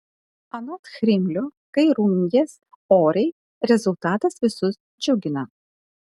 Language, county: Lithuanian, Kaunas